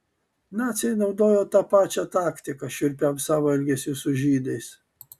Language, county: Lithuanian, Kaunas